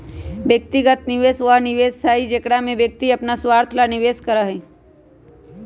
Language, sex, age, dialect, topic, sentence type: Magahi, female, 25-30, Western, banking, statement